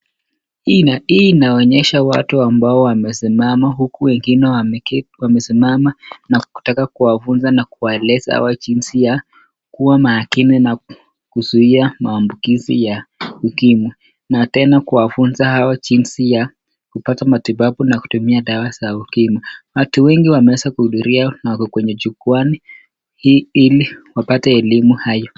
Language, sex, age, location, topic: Swahili, male, 18-24, Nakuru, health